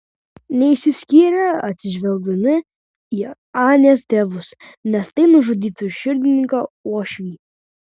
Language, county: Lithuanian, Vilnius